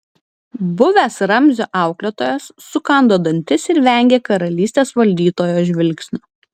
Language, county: Lithuanian, Klaipėda